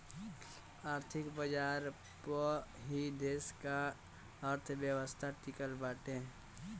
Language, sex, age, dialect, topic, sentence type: Bhojpuri, male, <18, Northern, banking, statement